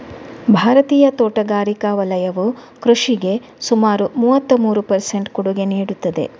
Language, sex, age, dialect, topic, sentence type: Kannada, female, 18-24, Coastal/Dakshin, agriculture, statement